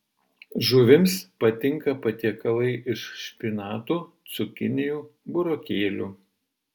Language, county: Lithuanian, Vilnius